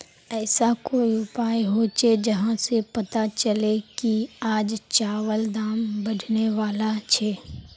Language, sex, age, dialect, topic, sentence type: Magahi, female, 51-55, Northeastern/Surjapuri, agriculture, question